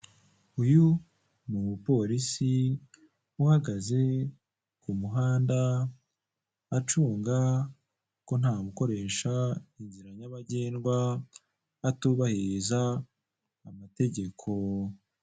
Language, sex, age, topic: Kinyarwanda, male, 18-24, government